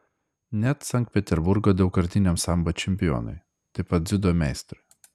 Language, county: Lithuanian, Klaipėda